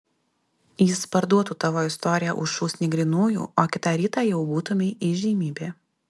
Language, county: Lithuanian, Alytus